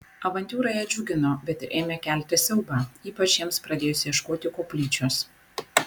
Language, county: Lithuanian, Vilnius